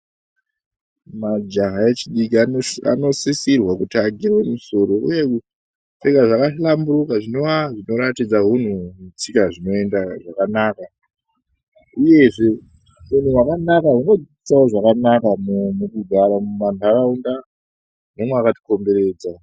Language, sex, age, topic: Ndau, male, 18-24, health